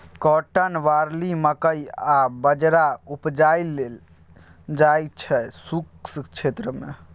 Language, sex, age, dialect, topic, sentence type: Maithili, male, 36-40, Bajjika, agriculture, statement